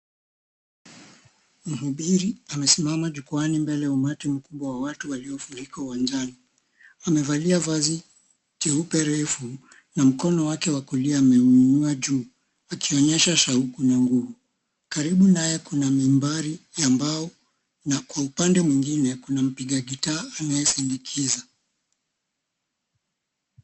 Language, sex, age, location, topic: Swahili, male, 25-35, Mombasa, government